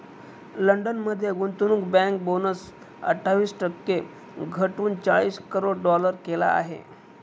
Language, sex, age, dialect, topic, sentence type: Marathi, male, 25-30, Northern Konkan, banking, statement